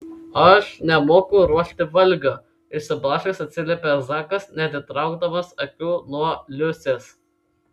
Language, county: Lithuanian, Kaunas